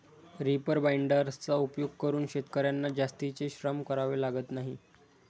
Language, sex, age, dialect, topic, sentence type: Marathi, male, 25-30, Standard Marathi, agriculture, statement